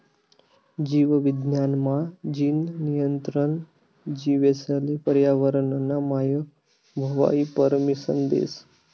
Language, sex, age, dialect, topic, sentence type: Marathi, male, 18-24, Northern Konkan, banking, statement